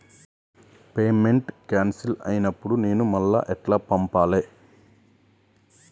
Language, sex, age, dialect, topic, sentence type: Telugu, male, 41-45, Telangana, banking, question